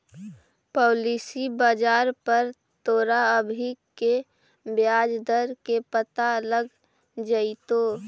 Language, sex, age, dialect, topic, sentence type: Magahi, female, 18-24, Central/Standard, agriculture, statement